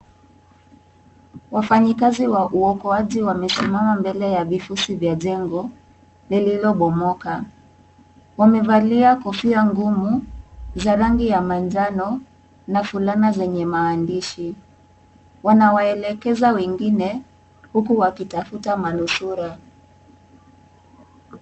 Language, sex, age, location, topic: Swahili, female, 18-24, Kisii, health